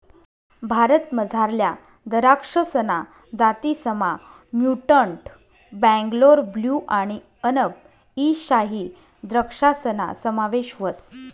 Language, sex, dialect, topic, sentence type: Marathi, female, Northern Konkan, agriculture, statement